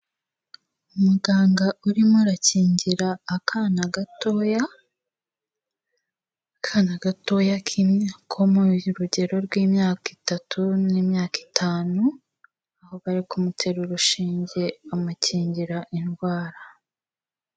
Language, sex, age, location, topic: Kinyarwanda, female, 18-24, Kigali, health